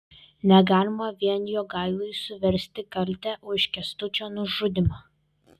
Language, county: Lithuanian, Kaunas